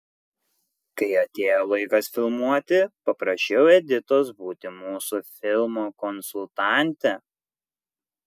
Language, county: Lithuanian, Kaunas